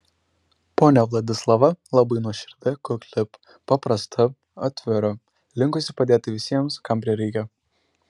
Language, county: Lithuanian, Šiauliai